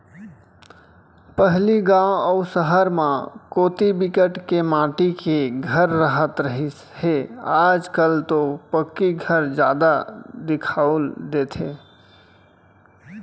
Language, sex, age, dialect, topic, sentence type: Chhattisgarhi, male, 25-30, Central, banking, statement